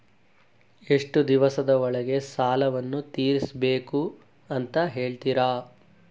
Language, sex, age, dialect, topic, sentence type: Kannada, male, 41-45, Coastal/Dakshin, banking, question